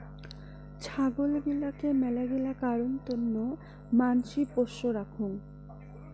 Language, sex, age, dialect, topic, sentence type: Bengali, female, 25-30, Rajbangshi, agriculture, statement